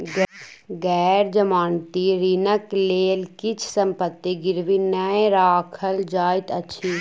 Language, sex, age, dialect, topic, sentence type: Maithili, female, 18-24, Southern/Standard, banking, statement